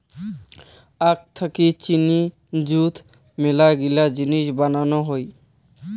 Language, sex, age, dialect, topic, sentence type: Bengali, male, 18-24, Rajbangshi, agriculture, statement